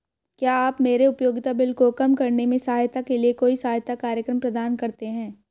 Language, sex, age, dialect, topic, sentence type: Hindi, female, 18-24, Hindustani Malvi Khadi Boli, banking, question